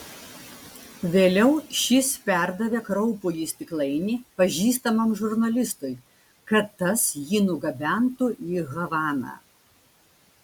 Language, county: Lithuanian, Klaipėda